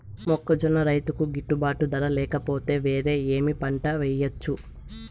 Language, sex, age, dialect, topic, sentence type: Telugu, female, 18-24, Southern, agriculture, question